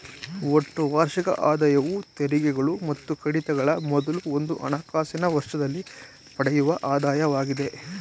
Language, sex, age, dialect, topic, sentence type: Kannada, male, 25-30, Mysore Kannada, banking, statement